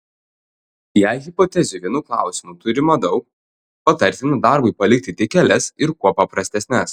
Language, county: Lithuanian, Telšiai